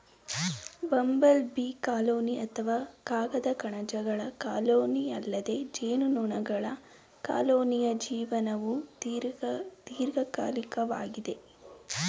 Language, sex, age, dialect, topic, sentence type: Kannada, female, 18-24, Mysore Kannada, agriculture, statement